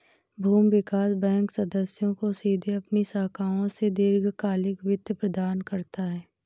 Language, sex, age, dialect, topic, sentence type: Hindi, female, 18-24, Awadhi Bundeli, banking, statement